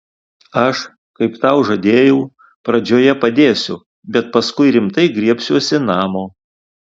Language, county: Lithuanian, Alytus